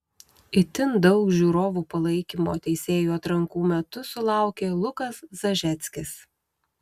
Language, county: Lithuanian, Utena